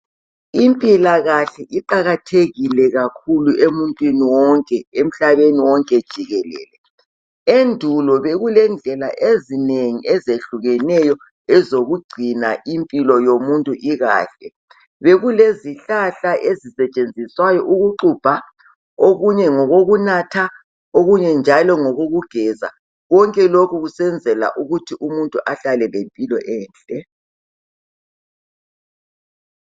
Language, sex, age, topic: North Ndebele, female, 50+, health